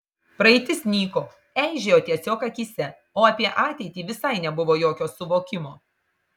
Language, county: Lithuanian, Marijampolė